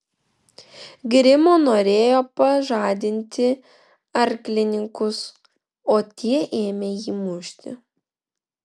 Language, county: Lithuanian, Vilnius